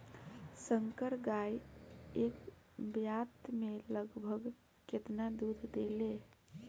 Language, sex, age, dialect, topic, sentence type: Bhojpuri, female, 25-30, Northern, agriculture, question